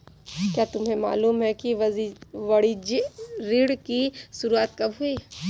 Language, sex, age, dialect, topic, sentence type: Hindi, female, 18-24, Kanauji Braj Bhasha, banking, statement